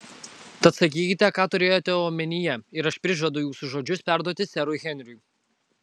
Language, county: Lithuanian, Kaunas